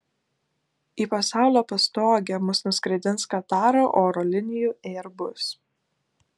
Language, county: Lithuanian, Klaipėda